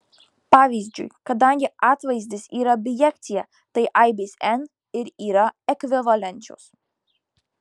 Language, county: Lithuanian, Marijampolė